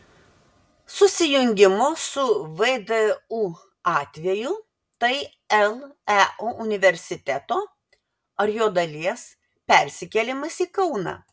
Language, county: Lithuanian, Vilnius